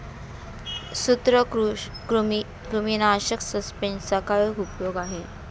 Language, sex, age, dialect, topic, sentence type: Marathi, female, 41-45, Standard Marathi, agriculture, statement